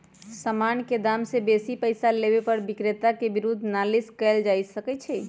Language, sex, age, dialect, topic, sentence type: Magahi, female, 31-35, Western, banking, statement